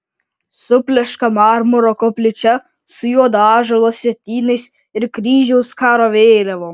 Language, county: Lithuanian, Vilnius